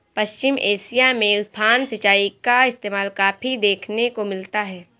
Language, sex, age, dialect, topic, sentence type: Hindi, female, 18-24, Marwari Dhudhari, agriculture, statement